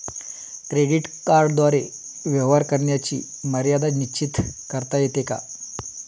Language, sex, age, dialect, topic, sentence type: Marathi, male, 31-35, Standard Marathi, banking, question